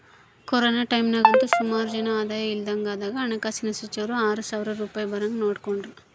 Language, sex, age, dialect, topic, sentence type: Kannada, female, 31-35, Central, banking, statement